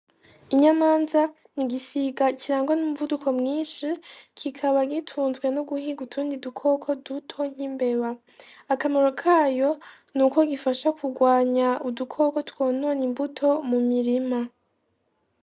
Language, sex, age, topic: Rundi, female, 18-24, agriculture